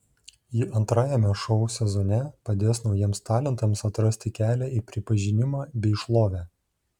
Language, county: Lithuanian, Šiauliai